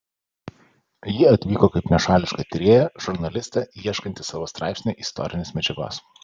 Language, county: Lithuanian, Panevėžys